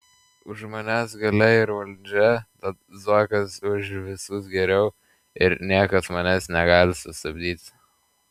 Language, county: Lithuanian, Klaipėda